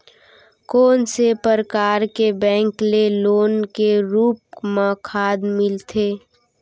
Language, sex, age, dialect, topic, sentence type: Chhattisgarhi, female, 18-24, Central, banking, question